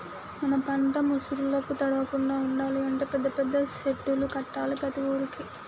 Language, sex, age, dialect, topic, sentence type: Telugu, female, 18-24, Telangana, agriculture, statement